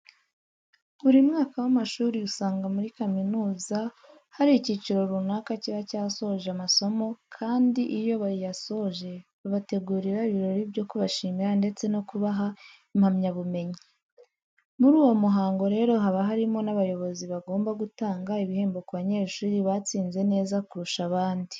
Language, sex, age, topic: Kinyarwanda, female, 25-35, education